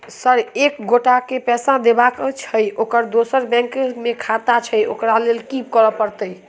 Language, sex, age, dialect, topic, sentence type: Maithili, male, 18-24, Southern/Standard, banking, question